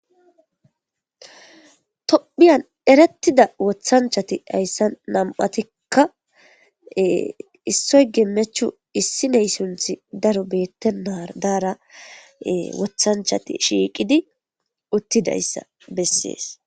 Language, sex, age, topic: Gamo, female, 25-35, government